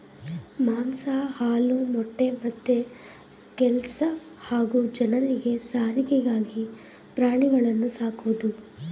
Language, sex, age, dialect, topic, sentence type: Kannada, female, 25-30, Mysore Kannada, agriculture, statement